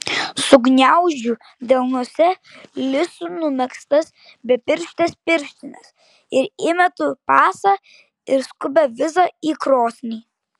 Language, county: Lithuanian, Klaipėda